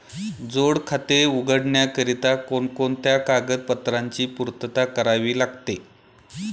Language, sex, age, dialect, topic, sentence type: Marathi, male, 41-45, Standard Marathi, banking, question